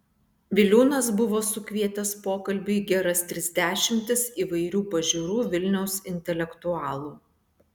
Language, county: Lithuanian, Vilnius